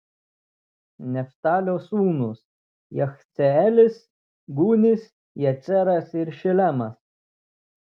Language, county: Lithuanian, Telšiai